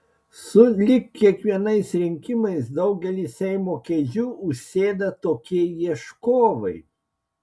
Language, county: Lithuanian, Klaipėda